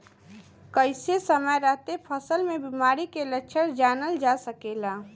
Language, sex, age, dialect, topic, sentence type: Bhojpuri, female, 18-24, Western, agriculture, question